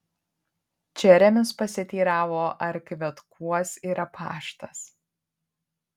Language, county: Lithuanian, Panevėžys